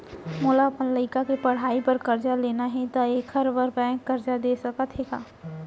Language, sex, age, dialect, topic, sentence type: Chhattisgarhi, female, 60-100, Central, banking, question